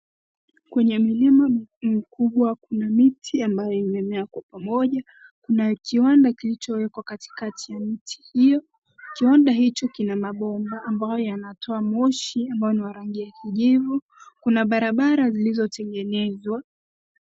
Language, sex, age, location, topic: Swahili, female, 18-24, Nairobi, government